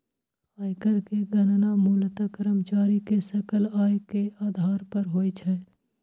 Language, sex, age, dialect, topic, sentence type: Maithili, male, 18-24, Eastern / Thethi, banking, statement